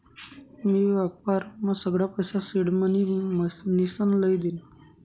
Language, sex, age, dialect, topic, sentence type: Marathi, male, 56-60, Northern Konkan, banking, statement